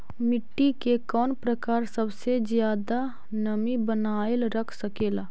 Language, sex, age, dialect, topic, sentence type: Magahi, female, 36-40, Central/Standard, agriculture, statement